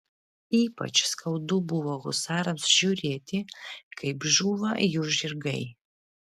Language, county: Lithuanian, Vilnius